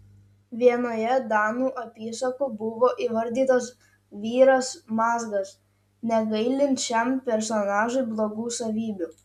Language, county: Lithuanian, Utena